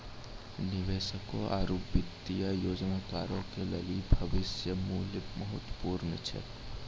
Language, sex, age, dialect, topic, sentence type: Maithili, male, 18-24, Angika, banking, statement